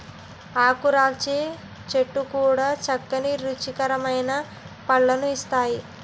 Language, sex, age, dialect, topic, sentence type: Telugu, female, 60-100, Utterandhra, agriculture, statement